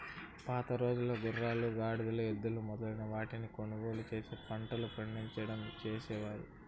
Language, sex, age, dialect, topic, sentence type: Telugu, female, 18-24, Southern, agriculture, statement